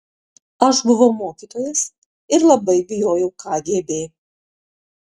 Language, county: Lithuanian, Panevėžys